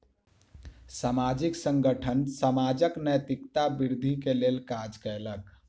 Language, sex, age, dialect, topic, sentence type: Maithili, male, 18-24, Southern/Standard, banking, statement